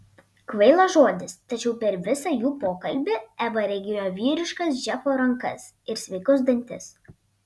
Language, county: Lithuanian, Panevėžys